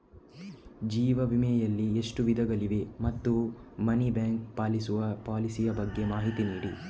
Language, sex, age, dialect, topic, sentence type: Kannada, male, 18-24, Coastal/Dakshin, banking, question